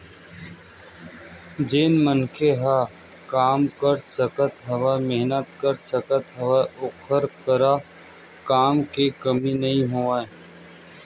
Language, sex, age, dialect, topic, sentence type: Chhattisgarhi, male, 18-24, Western/Budati/Khatahi, agriculture, statement